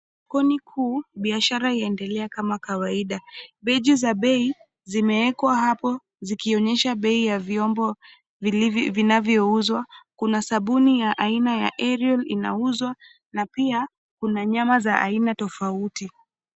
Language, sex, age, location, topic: Swahili, female, 25-35, Nairobi, finance